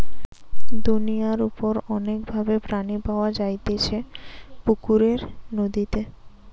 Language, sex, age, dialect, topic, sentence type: Bengali, female, 18-24, Western, agriculture, statement